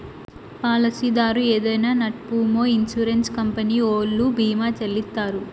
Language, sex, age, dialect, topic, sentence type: Telugu, female, 18-24, Southern, banking, statement